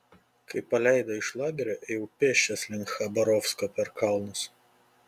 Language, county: Lithuanian, Panevėžys